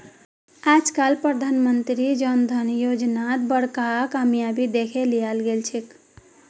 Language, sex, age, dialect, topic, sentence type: Magahi, female, 41-45, Northeastern/Surjapuri, banking, statement